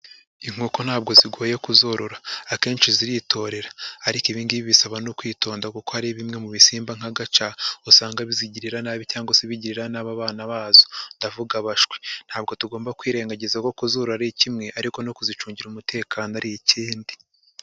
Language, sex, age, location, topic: Kinyarwanda, male, 25-35, Huye, agriculture